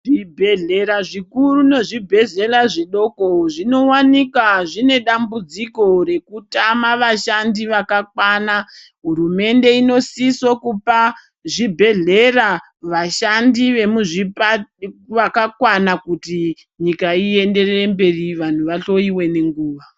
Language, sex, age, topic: Ndau, male, 50+, health